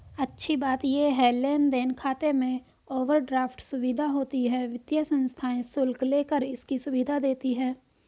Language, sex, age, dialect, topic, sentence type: Hindi, female, 18-24, Hindustani Malvi Khadi Boli, banking, statement